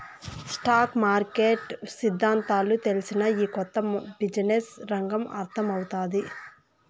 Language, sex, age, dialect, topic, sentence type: Telugu, female, 25-30, Southern, banking, statement